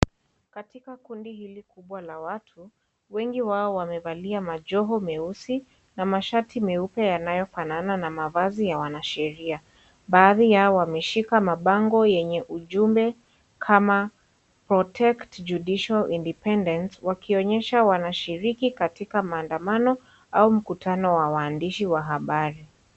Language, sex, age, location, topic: Swahili, female, 50+, Kisii, government